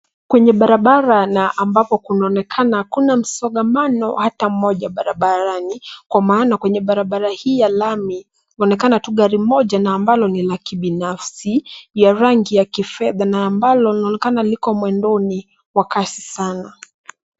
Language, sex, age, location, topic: Swahili, female, 18-24, Nairobi, government